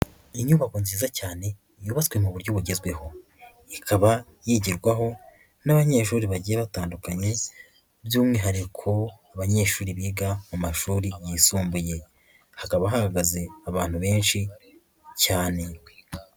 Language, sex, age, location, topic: Kinyarwanda, female, 50+, Nyagatare, education